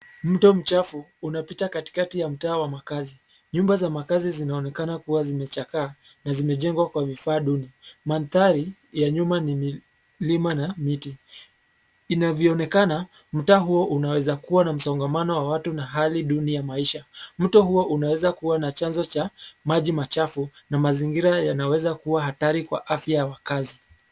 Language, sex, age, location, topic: Swahili, male, 25-35, Nairobi, government